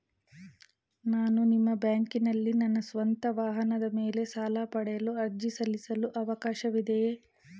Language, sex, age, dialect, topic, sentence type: Kannada, female, 36-40, Mysore Kannada, banking, question